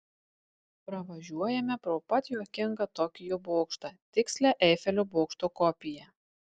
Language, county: Lithuanian, Tauragė